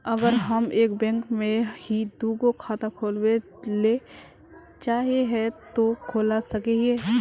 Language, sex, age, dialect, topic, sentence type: Magahi, female, 18-24, Northeastern/Surjapuri, banking, question